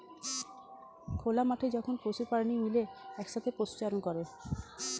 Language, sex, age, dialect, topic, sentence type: Bengali, female, 31-35, Standard Colloquial, agriculture, statement